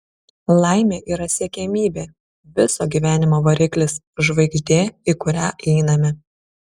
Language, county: Lithuanian, Šiauliai